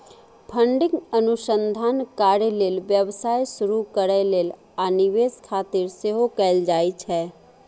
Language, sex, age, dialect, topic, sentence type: Maithili, female, 36-40, Eastern / Thethi, banking, statement